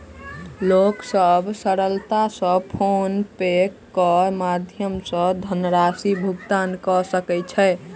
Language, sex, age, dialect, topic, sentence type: Maithili, male, 25-30, Southern/Standard, banking, statement